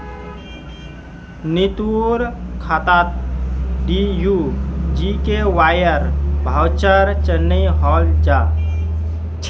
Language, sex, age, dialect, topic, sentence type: Magahi, male, 18-24, Northeastern/Surjapuri, banking, statement